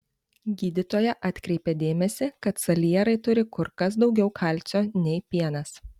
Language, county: Lithuanian, Panevėžys